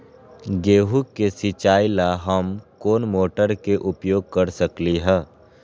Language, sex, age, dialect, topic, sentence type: Magahi, male, 18-24, Western, agriculture, question